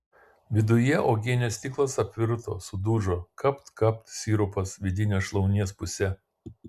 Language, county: Lithuanian, Kaunas